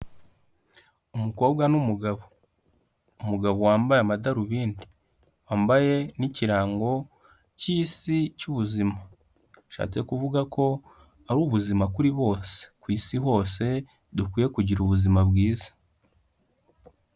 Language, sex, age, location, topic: Kinyarwanda, male, 18-24, Kigali, health